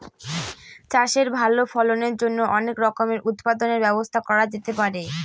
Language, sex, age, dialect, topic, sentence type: Bengali, female, 25-30, Northern/Varendri, agriculture, statement